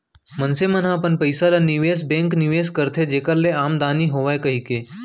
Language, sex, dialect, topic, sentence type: Chhattisgarhi, male, Central, banking, statement